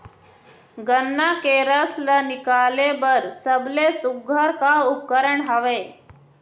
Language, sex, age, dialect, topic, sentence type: Chhattisgarhi, female, 25-30, Eastern, agriculture, question